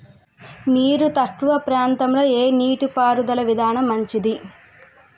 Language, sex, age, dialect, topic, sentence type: Telugu, female, 18-24, Utterandhra, agriculture, question